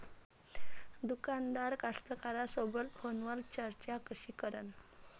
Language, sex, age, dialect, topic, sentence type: Marathi, female, 31-35, Varhadi, agriculture, question